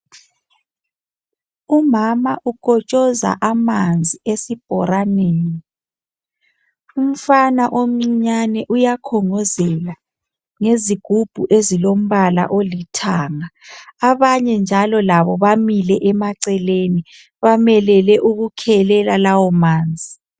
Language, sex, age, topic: North Ndebele, female, 18-24, health